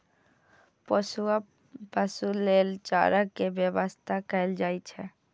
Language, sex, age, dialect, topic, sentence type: Maithili, female, 41-45, Eastern / Thethi, agriculture, statement